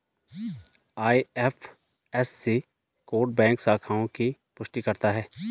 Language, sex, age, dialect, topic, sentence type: Hindi, male, 36-40, Garhwali, banking, statement